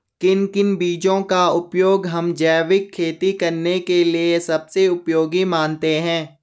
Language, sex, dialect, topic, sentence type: Hindi, male, Garhwali, agriculture, question